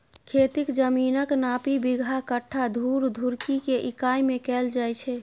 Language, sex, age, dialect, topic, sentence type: Maithili, female, 25-30, Eastern / Thethi, agriculture, statement